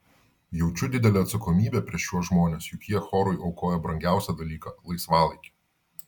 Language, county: Lithuanian, Vilnius